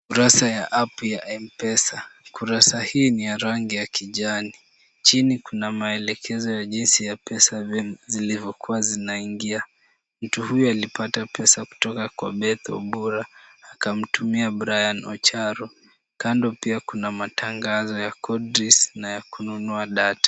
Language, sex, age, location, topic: Swahili, male, 18-24, Kisumu, finance